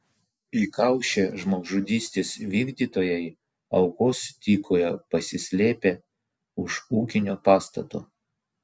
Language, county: Lithuanian, Vilnius